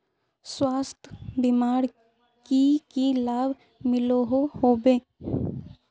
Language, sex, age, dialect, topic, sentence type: Magahi, female, 18-24, Northeastern/Surjapuri, banking, question